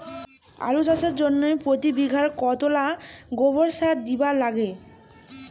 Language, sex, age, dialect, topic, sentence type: Bengali, female, 18-24, Rajbangshi, agriculture, question